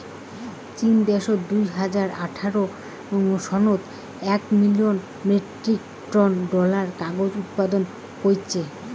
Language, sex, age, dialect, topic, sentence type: Bengali, female, 25-30, Rajbangshi, agriculture, statement